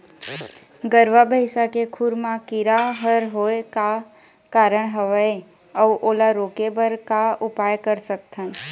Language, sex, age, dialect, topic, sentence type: Chhattisgarhi, female, 18-24, Eastern, agriculture, question